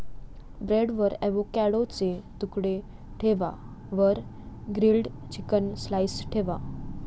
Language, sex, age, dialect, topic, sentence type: Marathi, female, 18-24, Southern Konkan, agriculture, statement